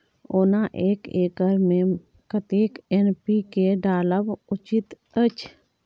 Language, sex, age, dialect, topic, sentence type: Maithili, female, 18-24, Bajjika, agriculture, question